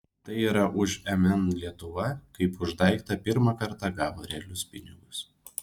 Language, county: Lithuanian, Kaunas